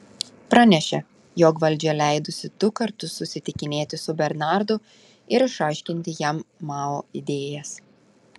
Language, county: Lithuanian, Telšiai